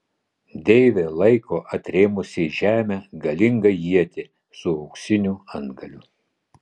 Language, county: Lithuanian, Vilnius